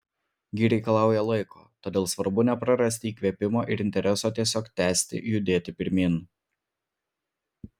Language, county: Lithuanian, Vilnius